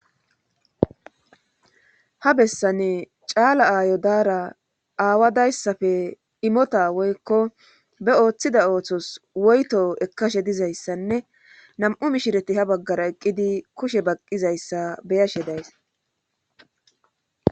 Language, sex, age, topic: Gamo, female, 36-49, government